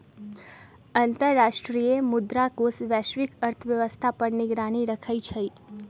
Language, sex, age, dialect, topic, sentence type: Magahi, female, 25-30, Western, banking, statement